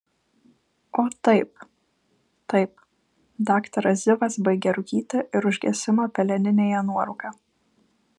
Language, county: Lithuanian, Vilnius